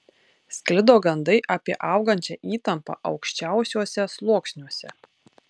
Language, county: Lithuanian, Tauragė